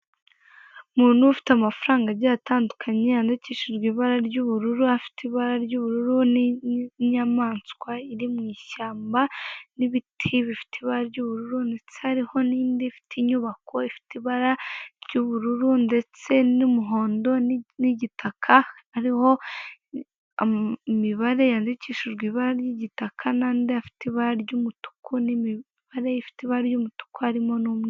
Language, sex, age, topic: Kinyarwanda, female, 18-24, finance